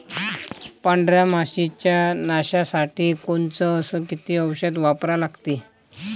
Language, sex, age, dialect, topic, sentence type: Marathi, male, 25-30, Varhadi, agriculture, question